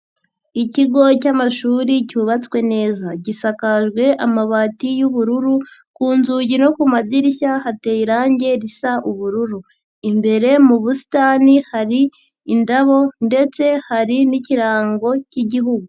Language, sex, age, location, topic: Kinyarwanda, female, 50+, Nyagatare, education